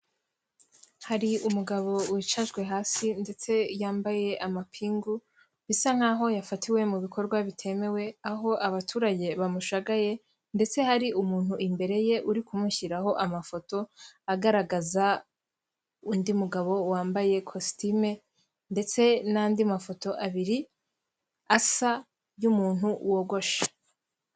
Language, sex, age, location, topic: Kinyarwanda, female, 18-24, Kigali, health